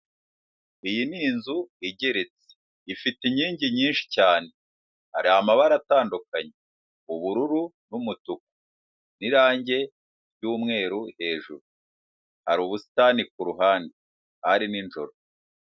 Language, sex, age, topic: Kinyarwanda, male, 36-49, finance